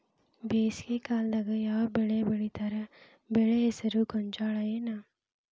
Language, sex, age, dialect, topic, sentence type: Kannada, male, 25-30, Dharwad Kannada, agriculture, question